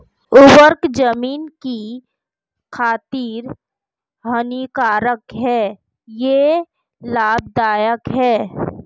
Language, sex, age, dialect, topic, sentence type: Hindi, female, 25-30, Marwari Dhudhari, agriculture, question